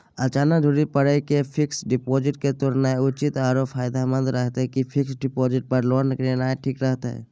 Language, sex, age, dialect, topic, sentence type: Maithili, male, 31-35, Bajjika, banking, question